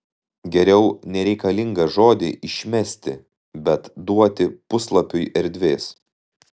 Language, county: Lithuanian, Telšiai